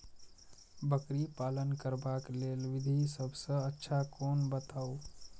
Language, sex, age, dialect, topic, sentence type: Maithili, male, 36-40, Eastern / Thethi, agriculture, question